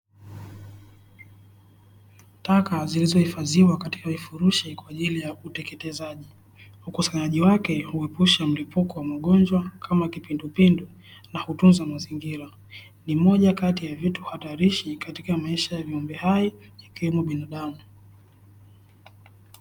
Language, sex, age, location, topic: Swahili, male, 18-24, Dar es Salaam, government